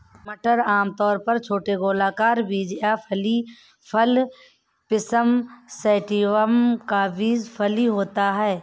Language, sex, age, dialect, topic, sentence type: Hindi, male, 31-35, Kanauji Braj Bhasha, agriculture, statement